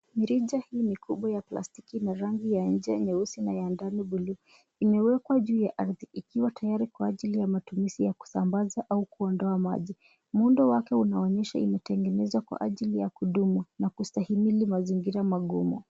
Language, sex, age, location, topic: Swahili, female, 25-35, Nairobi, government